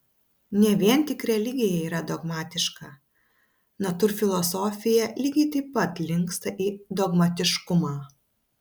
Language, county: Lithuanian, Vilnius